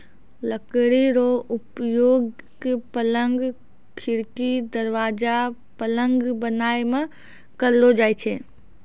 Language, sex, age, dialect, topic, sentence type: Maithili, female, 56-60, Angika, agriculture, statement